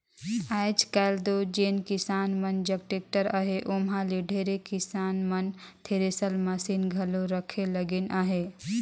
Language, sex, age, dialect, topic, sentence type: Chhattisgarhi, female, 25-30, Northern/Bhandar, agriculture, statement